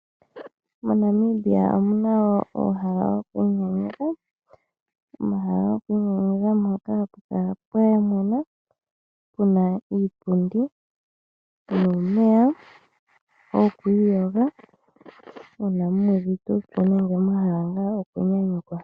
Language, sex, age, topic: Oshiwambo, male, 25-35, agriculture